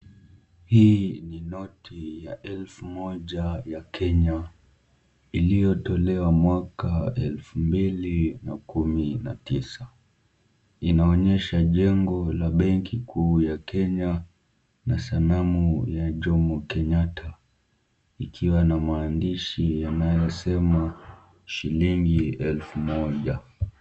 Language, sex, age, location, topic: Swahili, male, 18-24, Kisumu, finance